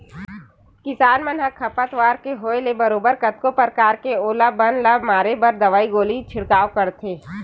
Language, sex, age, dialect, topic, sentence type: Chhattisgarhi, male, 18-24, Western/Budati/Khatahi, agriculture, statement